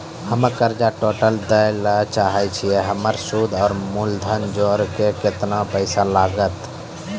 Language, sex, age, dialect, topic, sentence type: Maithili, male, 18-24, Angika, banking, question